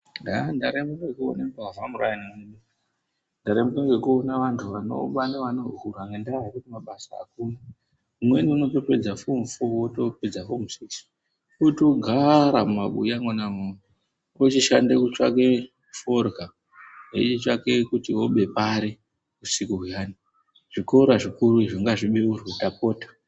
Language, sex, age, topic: Ndau, male, 25-35, education